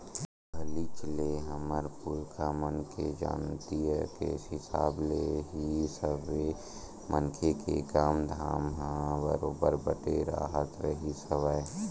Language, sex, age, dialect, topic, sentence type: Chhattisgarhi, male, 18-24, Western/Budati/Khatahi, banking, statement